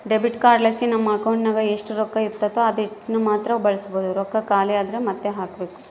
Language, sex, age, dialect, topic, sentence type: Kannada, female, 31-35, Central, banking, statement